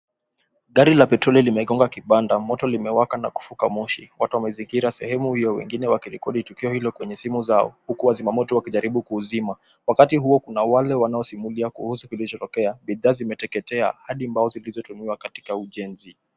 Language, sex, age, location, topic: Swahili, male, 18-24, Nakuru, health